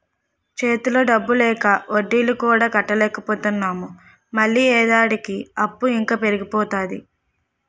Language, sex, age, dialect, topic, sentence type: Telugu, female, 18-24, Utterandhra, banking, statement